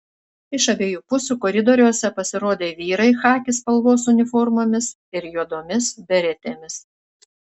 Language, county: Lithuanian, Šiauliai